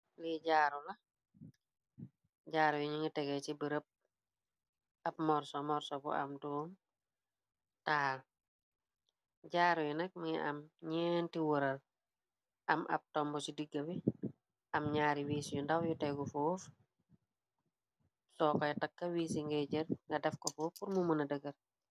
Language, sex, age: Wolof, female, 25-35